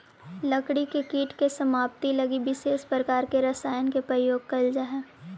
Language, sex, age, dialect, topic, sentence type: Magahi, female, 18-24, Central/Standard, banking, statement